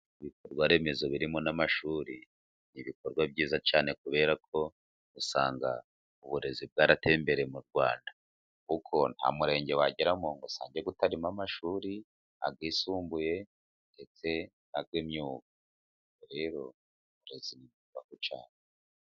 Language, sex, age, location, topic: Kinyarwanda, male, 36-49, Musanze, government